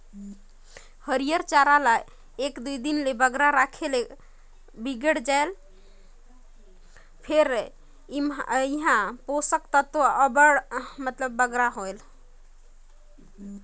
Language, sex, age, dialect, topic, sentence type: Chhattisgarhi, female, 25-30, Northern/Bhandar, agriculture, statement